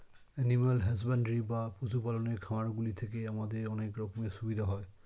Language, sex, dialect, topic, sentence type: Bengali, male, Standard Colloquial, agriculture, statement